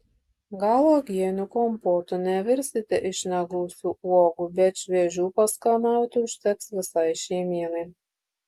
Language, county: Lithuanian, Šiauliai